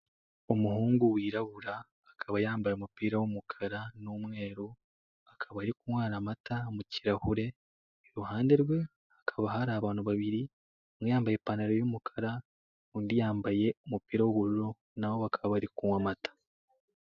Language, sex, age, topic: Kinyarwanda, male, 18-24, finance